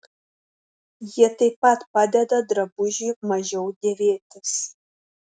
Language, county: Lithuanian, Šiauliai